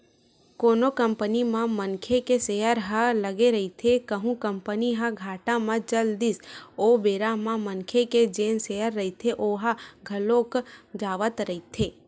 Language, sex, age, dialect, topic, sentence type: Chhattisgarhi, female, 18-24, Western/Budati/Khatahi, banking, statement